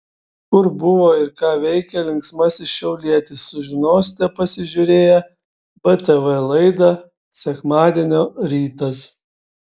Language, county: Lithuanian, Šiauliai